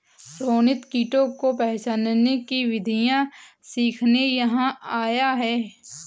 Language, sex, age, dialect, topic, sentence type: Hindi, female, 18-24, Awadhi Bundeli, agriculture, statement